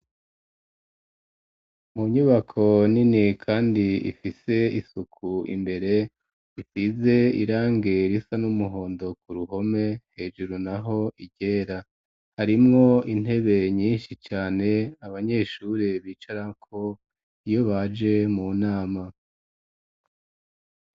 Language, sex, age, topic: Rundi, female, 25-35, education